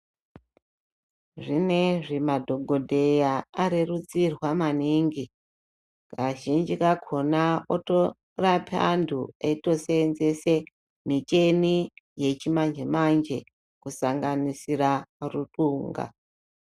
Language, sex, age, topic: Ndau, female, 36-49, health